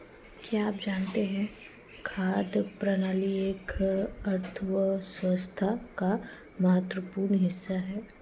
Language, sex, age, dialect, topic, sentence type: Hindi, female, 18-24, Marwari Dhudhari, agriculture, statement